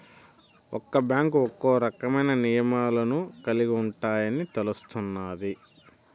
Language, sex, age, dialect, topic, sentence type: Telugu, male, 31-35, Southern, banking, statement